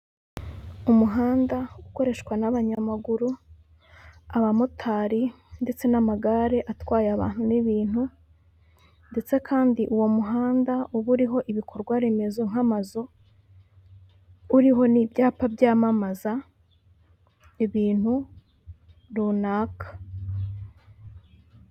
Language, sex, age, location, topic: Kinyarwanda, female, 18-24, Huye, government